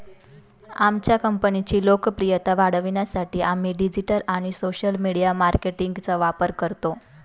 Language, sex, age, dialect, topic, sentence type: Marathi, female, 25-30, Standard Marathi, banking, statement